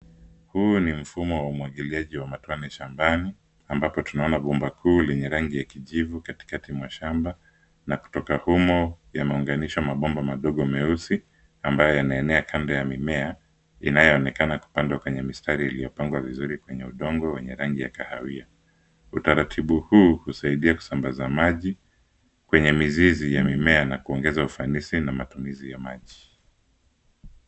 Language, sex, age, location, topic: Swahili, male, 25-35, Nairobi, agriculture